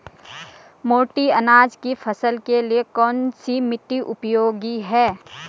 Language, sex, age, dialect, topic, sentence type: Hindi, female, 25-30, Garhwali, agriculture, question